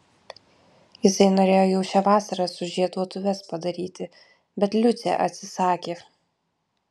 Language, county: Lithuanian, Vilnius